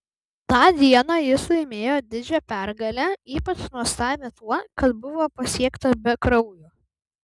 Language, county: Lithuanian, Vilnius